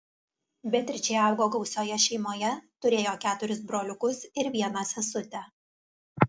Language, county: Lithuanian, Alytus